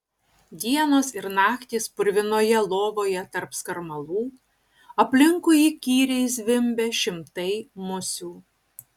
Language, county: Lithuanian, Utena